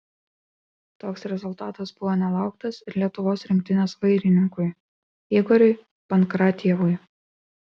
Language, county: Lithuanian, Kaunas